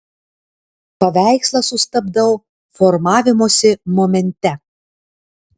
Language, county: Lithuanian, Alytus